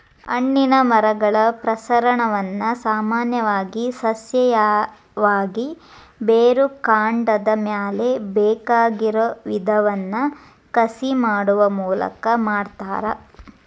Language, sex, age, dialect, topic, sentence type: Kannada, female, 18-24, Dharwad Kannada, agriculture, statement